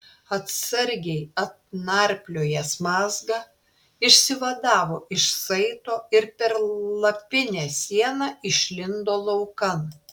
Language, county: Lithuanian, Klaipėda